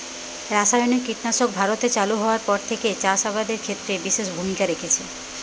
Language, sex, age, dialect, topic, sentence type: Bengali, female, 31-35, Jharkhandi, agriculture, statement